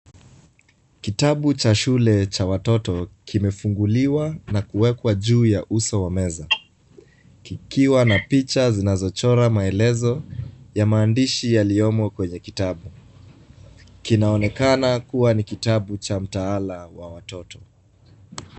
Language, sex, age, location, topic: Swahili, male, 25-35, Kisumu, education